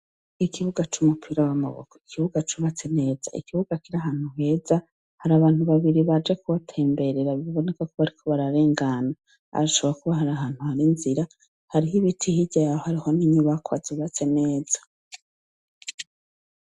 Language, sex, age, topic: Rundi, female, 36-49, education